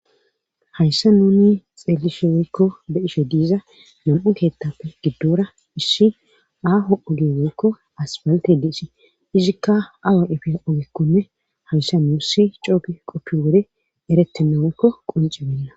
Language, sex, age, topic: Gamo, female, 18-24, government